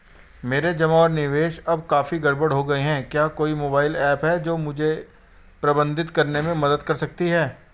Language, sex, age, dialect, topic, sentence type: Hindi, female, 36-40, Hindustani Malvi Khadi Boli, banking, question